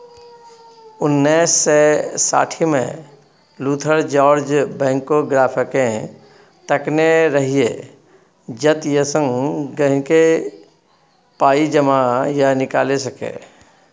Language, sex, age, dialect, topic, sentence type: Maithili, male, 46-50, Bajjika, banking, statement